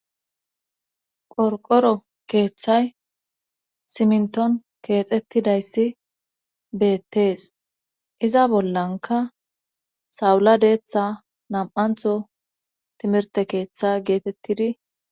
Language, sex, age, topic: Gamo, female, 25-35, government